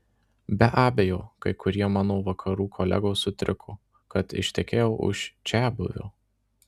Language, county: Lithuanian, Marijampolė